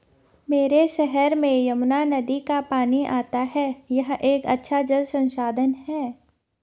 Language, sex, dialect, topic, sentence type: Hindi, female, Garhwali, agriculture, statement